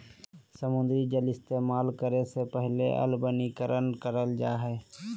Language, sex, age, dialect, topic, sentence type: Magahi, male, 18-24, Southern, agriculture, statement